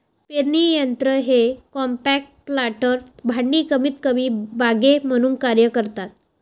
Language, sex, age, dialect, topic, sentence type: Marathi, female, 18-24, Varhadi, agriculture, statement